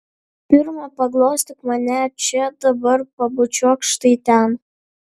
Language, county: Lithuanian, Vilnius